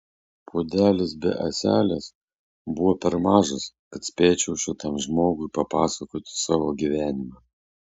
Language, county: Lithuanian, Vilnius